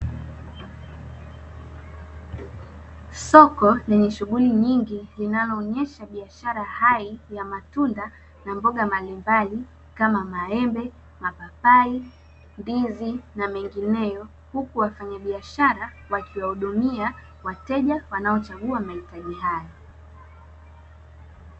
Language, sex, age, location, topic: Swahili, female, 18-24, Dar es Salaam, finance